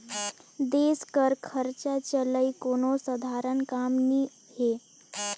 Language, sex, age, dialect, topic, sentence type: Chhattisgarhi, female, 18-24, Northern/Bhandar, banking, statement